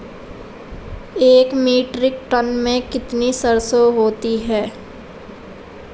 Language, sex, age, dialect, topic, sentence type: Hindi, female, 18-24, Marwari Dhudhari, agriculture, question